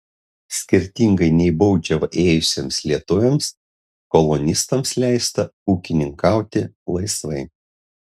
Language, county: Lithuanian, Utena